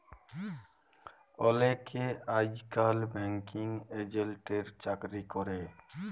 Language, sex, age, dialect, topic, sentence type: Bengali, male, 18-24, Jharkhandi, banking, statement